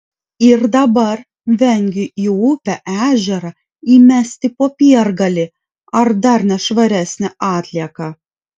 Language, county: Lithuanian, Vilnius